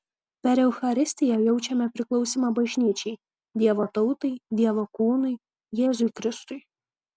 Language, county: Lithuanian, Kaunas